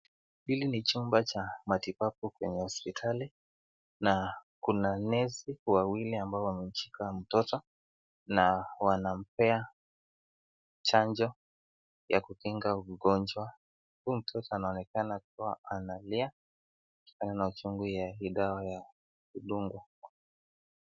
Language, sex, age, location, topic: Swahili, male, 18-24, Nakuru, health